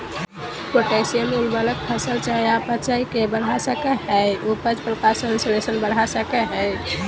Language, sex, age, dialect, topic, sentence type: Magahi, female, 18-24, Southern, agriculture, statement